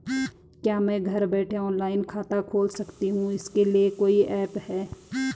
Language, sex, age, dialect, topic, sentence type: Hindi, female, 31-35, Garhwali, banking, question